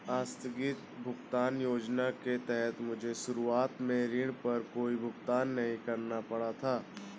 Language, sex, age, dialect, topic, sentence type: Hindi, male, 18-24, Awadhi Bundeli, banking, statement